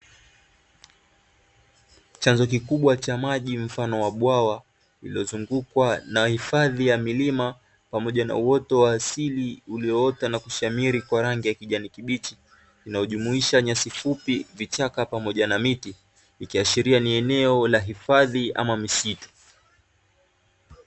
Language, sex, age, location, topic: Swahili, male, 25-35, Dar es Salaam, agriculture